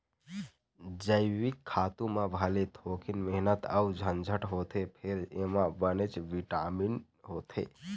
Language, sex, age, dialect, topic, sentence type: Chhattisgarhi, male, 18-24, Eastern, agriculture, statement